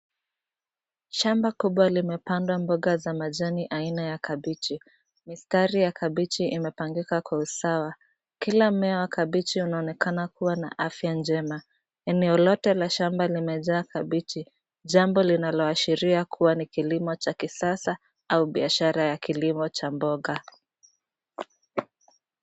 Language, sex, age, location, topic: Swahili, female, 25-35, Nairobi, agriculture